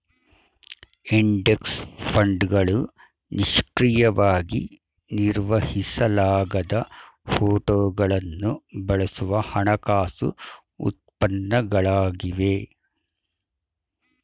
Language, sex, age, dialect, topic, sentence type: Kannada, male, 51-55, Mysore Kannada, banking, statement